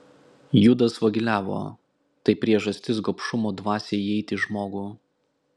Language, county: Lithuanian, Klaipėda